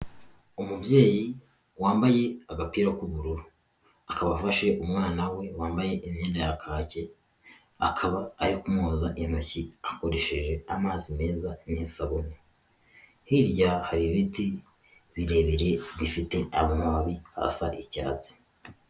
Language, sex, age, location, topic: Kinyarwanda, male, 18-24, Huye, health